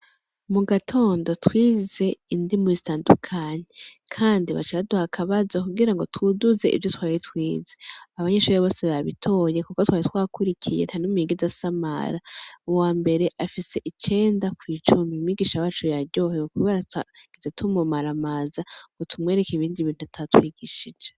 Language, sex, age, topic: Rundi, female, 18-24, education